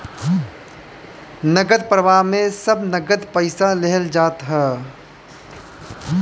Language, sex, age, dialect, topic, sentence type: Bhojpuri, male, 25-30, Northern, banking, statement